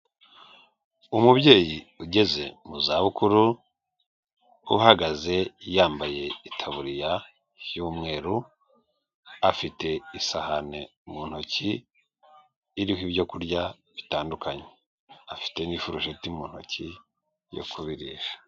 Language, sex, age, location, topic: Kinyarwanda, male, 36-49, Kigali, health